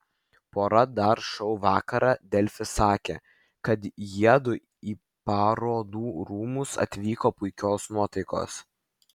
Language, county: Lithuanian, Vilnius